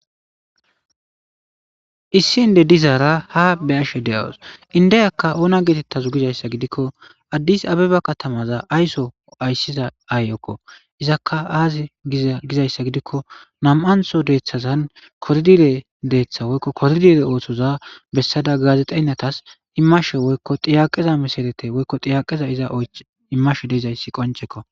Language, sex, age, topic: Gamo, male, 25-35, government